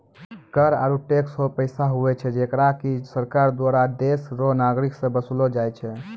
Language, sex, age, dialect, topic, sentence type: Maithili, male, 18-24, Angika, banking, statement